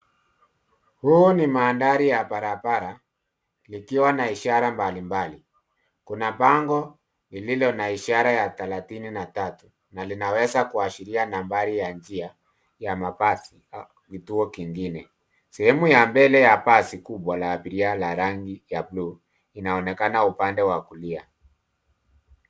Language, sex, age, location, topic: Swahili, male, 36-49, Nairobi, government